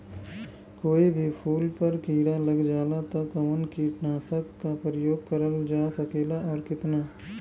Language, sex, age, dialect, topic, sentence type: Bhojpuri, male, 25-30, Western, agriculture, question